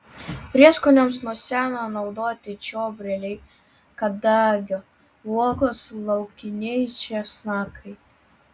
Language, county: Lithuanian, Vilnius